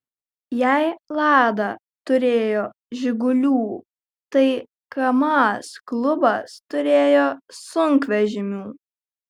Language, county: Lithuanian, Kaunas